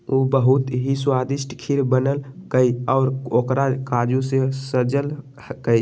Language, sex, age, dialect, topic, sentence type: Magahi, male, 18-24, Western, agriculture, statement